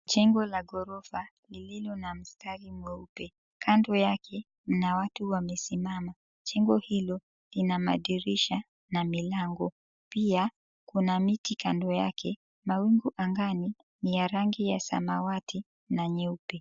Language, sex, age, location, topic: Swahili, female, 36-49, Mombasa, government